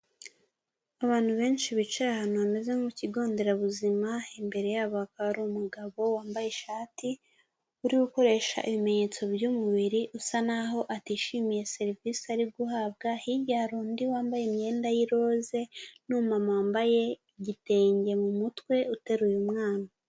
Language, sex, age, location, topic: Kinyarwanda, female, 18-24, Kigali, health